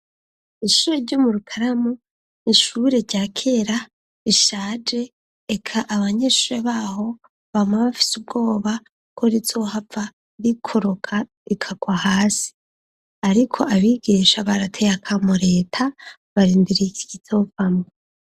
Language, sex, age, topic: Rundi, female, 25-35, education